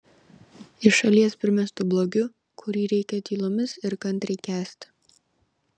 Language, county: Lithuanian, Vilnius